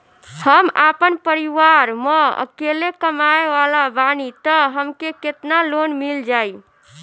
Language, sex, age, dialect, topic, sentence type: Bhojpuri, female, 18-24, Northern, banking, question